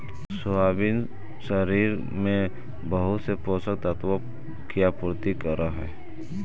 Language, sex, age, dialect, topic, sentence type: Magahi, male, 18-24, Central/Standard, agriculture, statement